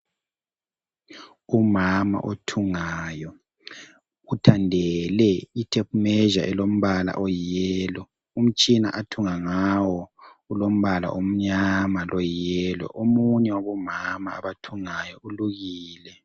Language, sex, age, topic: North Ndebele, male, 50+, education